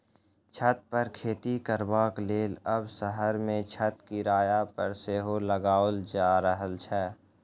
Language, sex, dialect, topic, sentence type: Maithili, male, Southern/Standard, agriculture, statement